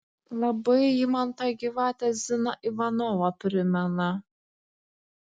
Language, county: Lithuanian, Klaipėda